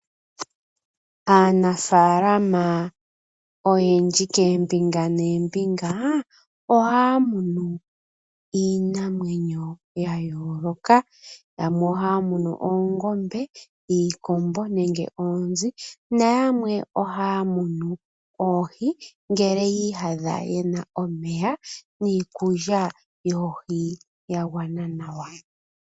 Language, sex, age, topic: Oshiwambo, female, 25-35, agriculture